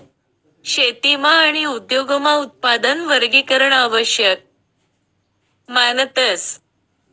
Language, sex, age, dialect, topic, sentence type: Marathi, female, 31-35, Northern Konkan, agriculture, statement